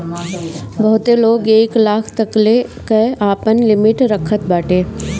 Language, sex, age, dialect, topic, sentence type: Bhojpuri, female, 18-24, Northern, banking, statement